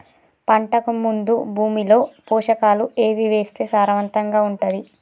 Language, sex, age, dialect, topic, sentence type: Telugu, female, 18-24, Telangana, agriculture, question